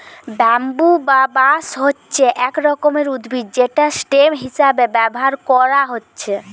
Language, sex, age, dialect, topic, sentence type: Bengali, female, 18-24, Western, agriculture, statement